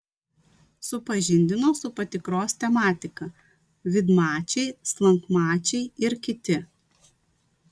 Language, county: Lithuanian, Vilnius